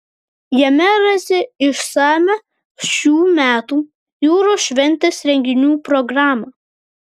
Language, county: Lithuanian, Vilnius